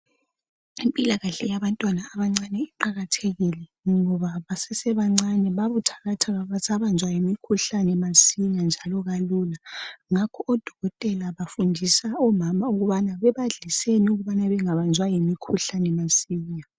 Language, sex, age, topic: North Ndebele, female, 18-24, health